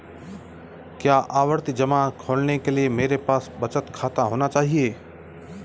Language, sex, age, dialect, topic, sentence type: Hindi, male, 25-30, Marwari Dhudhari, banking, question